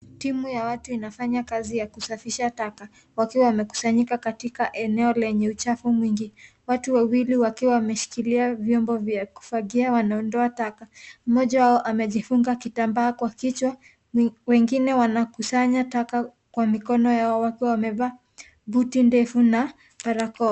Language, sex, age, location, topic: Swahili, female, 18-24, Kisii, health